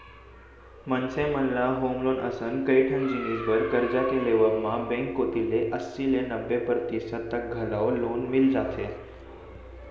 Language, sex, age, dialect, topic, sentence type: Chhattisgarhi, male, 18-24, Central, banking, statement